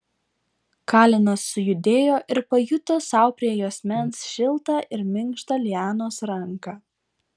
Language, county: Lithuanian, Vilnius